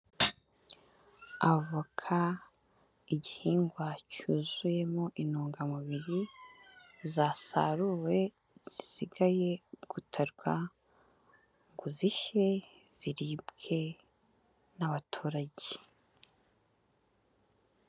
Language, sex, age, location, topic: Kinyarwanda, female, 18-24, Nyagatare, agriculture